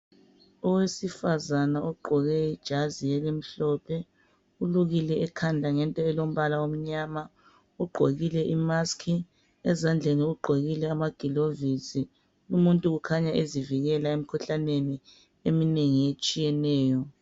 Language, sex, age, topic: North Ndebele, male, 36-49, health